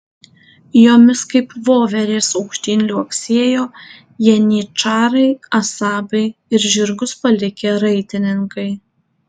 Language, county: Lithuanian, Tauragė